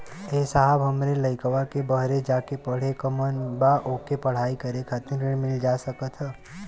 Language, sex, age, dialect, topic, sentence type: Bhojpuri, male, 18-24, Western, banking, question